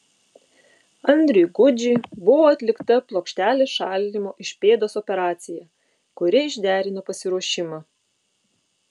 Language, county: Lithuanian, Utena